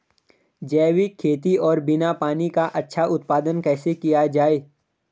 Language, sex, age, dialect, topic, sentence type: Hindi, male, 18-24, Garhwali, agriculture, question